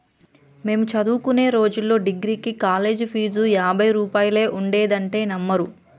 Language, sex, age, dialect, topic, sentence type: Telugu, male, 31-35, Telangana, banking, statement